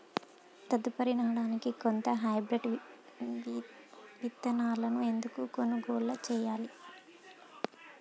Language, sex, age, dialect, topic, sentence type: Telugu, female, 25-30, Telangana, agriculture, question